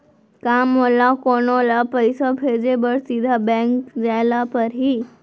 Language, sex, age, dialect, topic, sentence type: Chhattisgarhi, female, 18-24, Central, banking, question